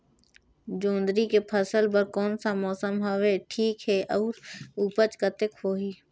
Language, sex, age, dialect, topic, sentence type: Chhattisgarhi, female, 18-24, Northern/Bhandar, agriculture, question